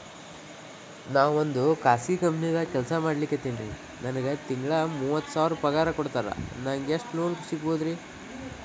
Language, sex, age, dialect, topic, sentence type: Kannada, male, 18-24, Dharwad Kannada, banking, question